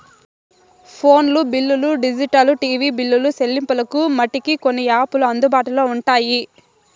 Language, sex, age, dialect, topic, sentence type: Telugu, female, 51-55, Southern, banking, statement